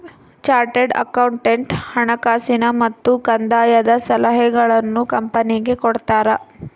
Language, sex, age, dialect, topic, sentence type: Kannada, female, 25-30, Central, banking, statement